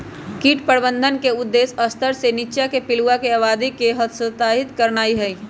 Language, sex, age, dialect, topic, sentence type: Magahi, female, 25-30, Western, agriculture, statement